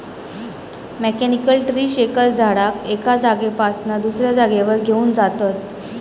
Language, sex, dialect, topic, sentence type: Marathi, female, Southern Konkan, agriculture, statement